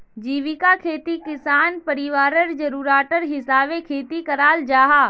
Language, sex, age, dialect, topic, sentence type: Magahi, female, 25-30, Northeastern/Surjapuri, agriculture, statement